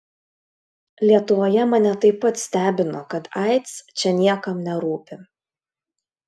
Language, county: Lithuanian, Klaipėda